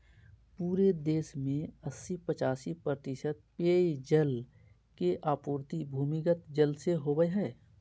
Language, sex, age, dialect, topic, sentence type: Magahi, male, 36-40, Southern, agriculture, statement